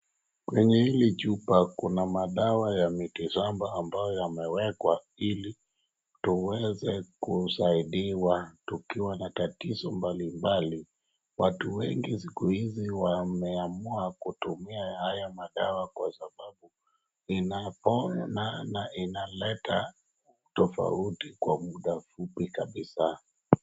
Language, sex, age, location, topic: Swahili, male, 36-49, Wajir, health